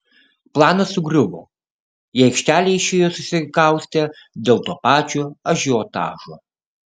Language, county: Lithuanian, Kaunas